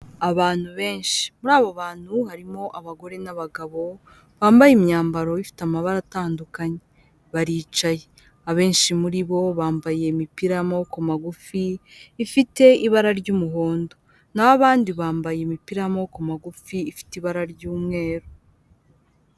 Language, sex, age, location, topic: Kinyarwanda, female, 18-24, Kigali, health